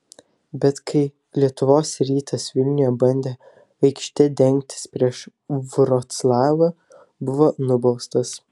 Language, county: Lithuanian, Telšiai